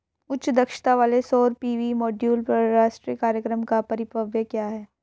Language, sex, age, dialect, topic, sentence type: Hindi, female, 18-24, Hindustani Malvi Khadi Boli, banking, question